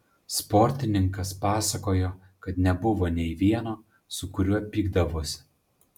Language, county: Lithuanian, Panevėžys